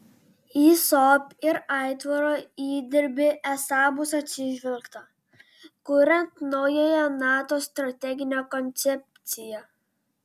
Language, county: Lithuanian, Vilnius